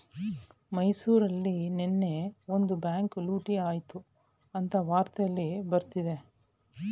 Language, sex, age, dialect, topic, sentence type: Kannada, female, 46-50, Mysore Kannada, banking, statement